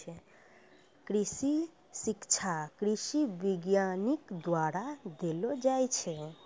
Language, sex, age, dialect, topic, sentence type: Maithili, female, 56-60, Angika, agriculture, statement